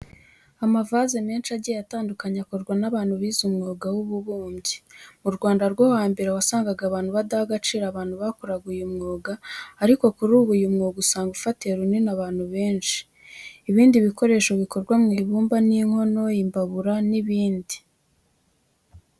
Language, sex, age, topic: Kinyarwanda, female, 18-24, education